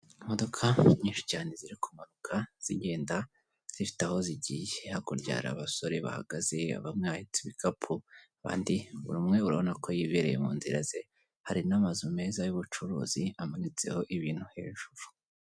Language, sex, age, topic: Kinyarwanda, male, 18-24, government